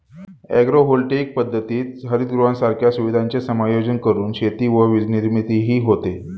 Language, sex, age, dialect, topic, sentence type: Marathi, male, 25-30, Standard Marathi, agriculture, statement